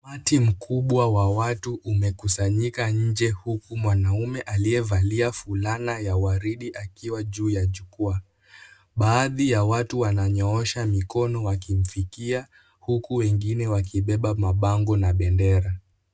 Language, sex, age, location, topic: Swahili, male, 18-24, Kisumu, government